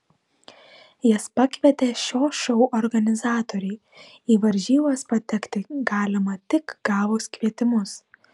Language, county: Lithuanian, Vilnius